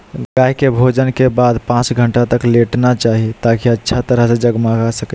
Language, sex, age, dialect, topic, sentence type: Magahi, male, 18-24, Southern, agriculture, statement